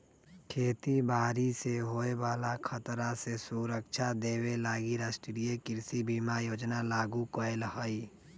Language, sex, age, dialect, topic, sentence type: Magahi, male, 25-30, Western, agriculture, statement